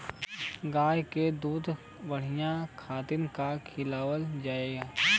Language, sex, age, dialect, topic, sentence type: Bhojpuri, male, 18-24, Western, agriculture, question